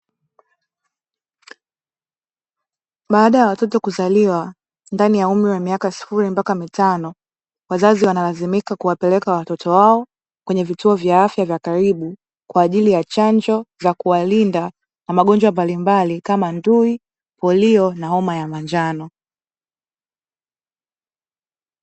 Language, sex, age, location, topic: Swahili, female, 18-24, Dar es Salaam, health